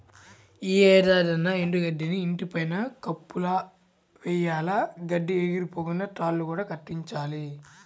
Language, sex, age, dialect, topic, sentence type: Telugu, male, 18-24, Central/Coastal, agriculture, statement